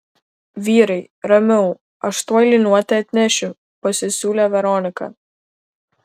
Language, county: Lithuanian, Kaunas